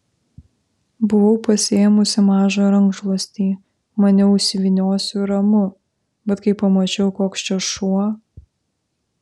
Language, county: Lithuanian, Vilnius